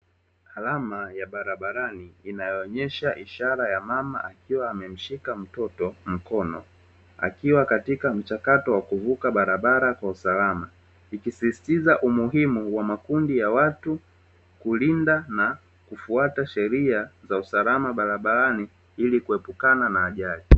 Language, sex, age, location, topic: Swahili, male, 25-35, Dar es Salaam, government